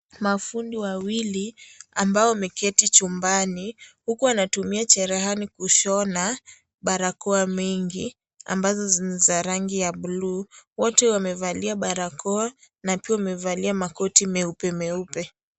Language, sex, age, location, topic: Swahili, female, 25-35, Kisii, health